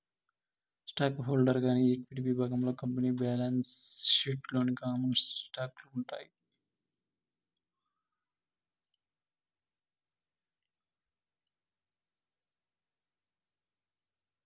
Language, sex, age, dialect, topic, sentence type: Telugu, male, 25-30, Southern, banking, statement